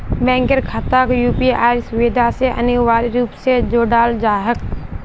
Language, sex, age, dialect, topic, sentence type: Magahi, female, 18-24, Northeastern/Surjapuri, banking, statement